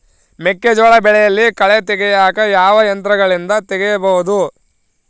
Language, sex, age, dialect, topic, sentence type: Kannada, male, 25-30, Central, agriculture, question